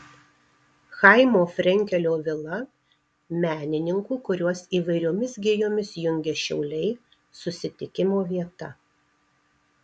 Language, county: Lithuanian, Marijampolė